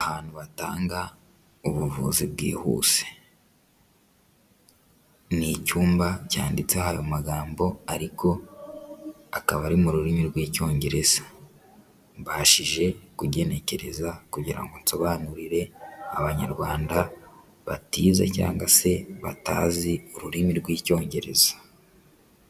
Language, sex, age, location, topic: Kinyarwanda, female, 18-24, Huye, health